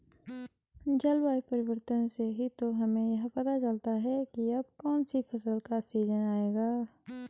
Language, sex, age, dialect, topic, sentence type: Hindi, male, 31-35, Garhwali, agriculture, statement